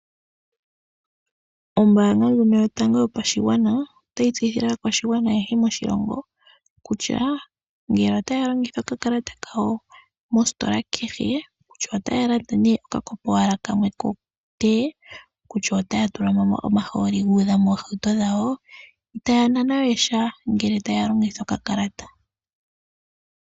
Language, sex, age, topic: Oshiwambo, female, 18-24, finance